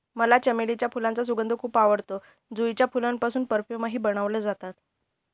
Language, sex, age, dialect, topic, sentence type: Marathi, female, 51-55, Northern Konkan, agriculture, statement